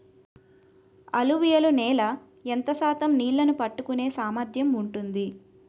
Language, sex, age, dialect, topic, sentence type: Telugu, female, 31-35, Utterandhra, agriculture, question